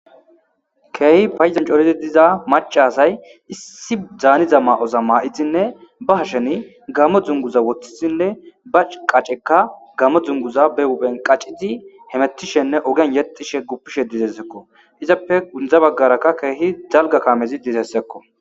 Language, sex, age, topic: Gamo, male, 25-35, government